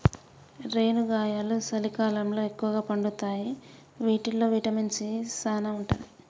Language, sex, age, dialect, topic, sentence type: Telugu, male, 25-30, Telangana, agriculture, statement